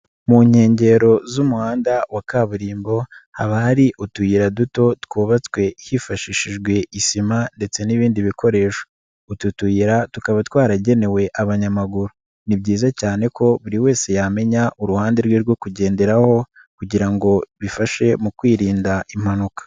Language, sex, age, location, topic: Kinyarwanda, male, 25-35, Nyagatare, government